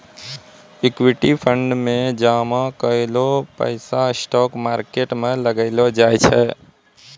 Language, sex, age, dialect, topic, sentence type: Maithili, male, 25-30, Angika, banking, statement